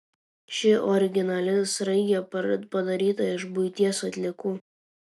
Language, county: Lithuanian, Tauragė